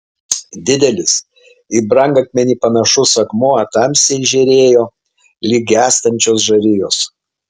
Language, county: Lithuanian, Alytus